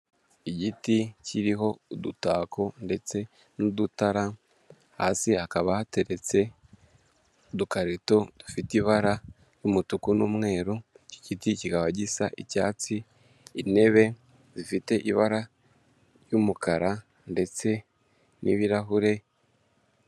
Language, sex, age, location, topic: Kinyarwanda, male, 18-24, Kigali, finance